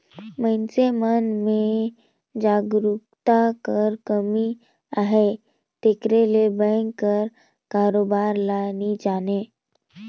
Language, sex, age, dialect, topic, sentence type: Chhattisgarhi, female, 18-24, Northern/Bhandar, banking, statement